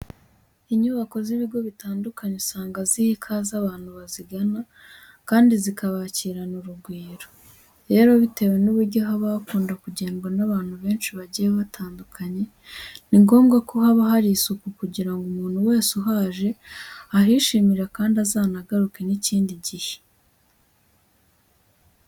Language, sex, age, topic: Kinyarwanda, female, 18-24, education